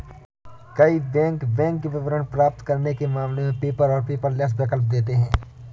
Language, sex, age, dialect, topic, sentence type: Hindi, female, 18-24, Awadhi Bundeli, banking, statement